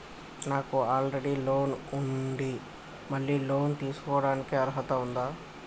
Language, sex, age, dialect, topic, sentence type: Telugu, male, 18-24, Telangana, banking, question